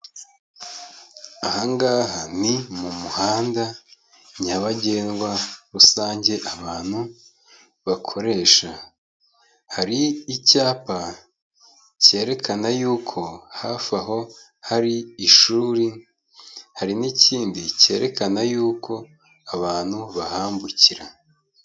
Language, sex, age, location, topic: Kinyarwanda, male, 25-35, Kigali, government